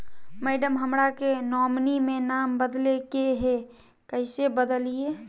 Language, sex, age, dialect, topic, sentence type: Magahi, male, 25-30, Southern, banking, question